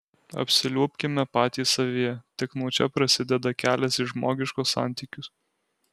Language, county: Lithuanian, Alytus